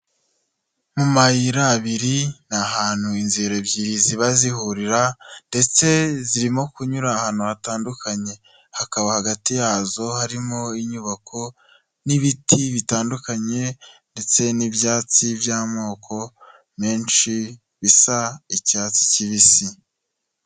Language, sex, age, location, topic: Kinyarwanda, male, 25-35, Huye, health